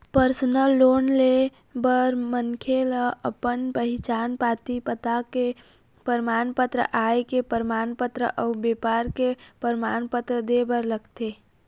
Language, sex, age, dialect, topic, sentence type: Chhattisgarhi, female, 25-30, Eastern, banking, statement